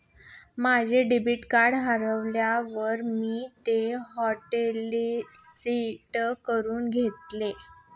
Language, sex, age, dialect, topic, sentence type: Marathi, female, 25-30, Standard Marathi, banking, statement